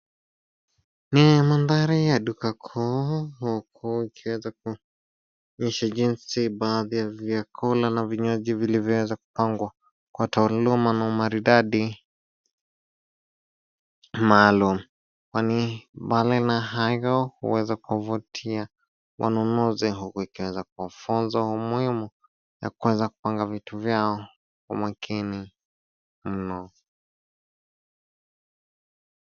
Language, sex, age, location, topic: Swahili, male, 25-35, Nairobi, finance